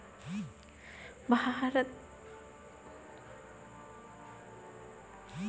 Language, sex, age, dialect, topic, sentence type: Bhojpuri, female, 60-100, Northern, banking, statement